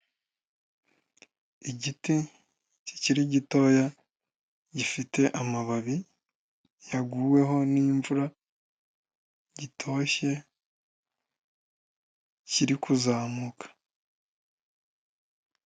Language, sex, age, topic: Kinyarwanda, male, 18-24, health